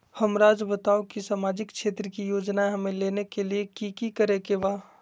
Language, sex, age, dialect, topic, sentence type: Magahi, male, 25-30, Southern, banking, question